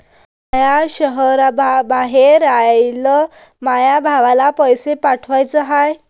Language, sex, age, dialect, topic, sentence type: Marathi, female, 18-24, Varhadi, banking, statement